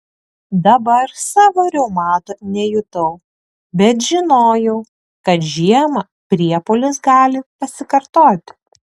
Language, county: Lithuanian, Tauragė